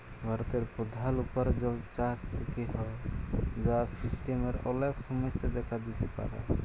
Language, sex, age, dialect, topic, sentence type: Bengali, male, 31-35, Jharkhandi, agriculture, statement